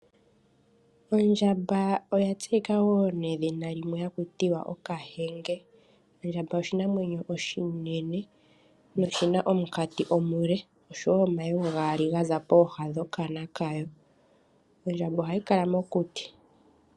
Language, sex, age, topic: Oshiwambo, female, 25-35, agriculture